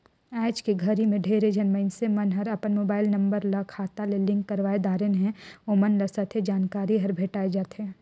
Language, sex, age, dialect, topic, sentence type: Chhattisgarhi, female, 25-30, Northern/Bhandar, banking, statement